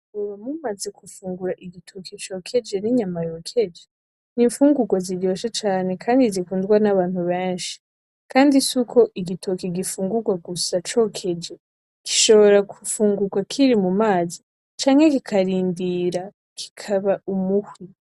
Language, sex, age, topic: Rundi, female, 18-24, agriculture